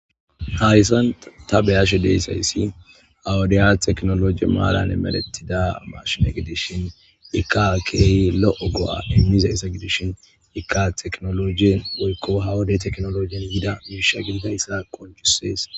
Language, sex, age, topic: Gamo, male, 18-24, government